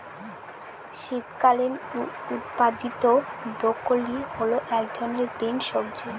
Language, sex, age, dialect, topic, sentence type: Bengali, female, 18-24, Northern/Varendri, agriculture, statement